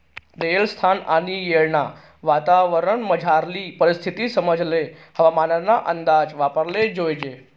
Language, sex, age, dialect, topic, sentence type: Marathi, male, 31-35, Northern Konkan, agriculture, statement